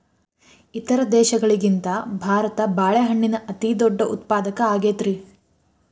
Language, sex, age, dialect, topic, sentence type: Kannada, female, 18-24, Dharwad Kannada, agriculture, statement